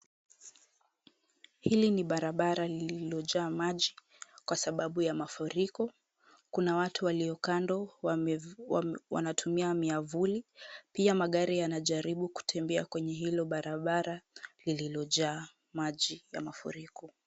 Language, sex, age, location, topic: Swahili, female, 50+, Kisumu, health